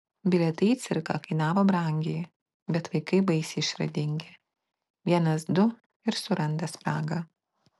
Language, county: Lithuanian, Klaipėda